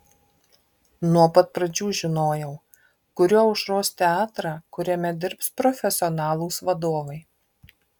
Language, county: Lithuanian, Marijampolė